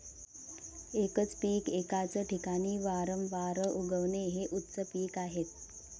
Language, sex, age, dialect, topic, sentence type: Marathi, female, 31-35, Varhadi, agriculture, statement